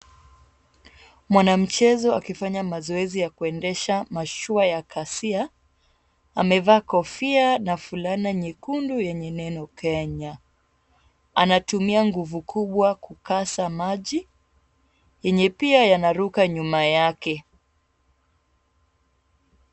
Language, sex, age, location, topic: Swahili, female, 25-35, Kisumu, education